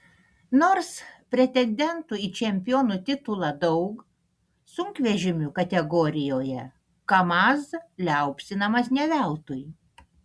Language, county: Lithuanian, Panevėžys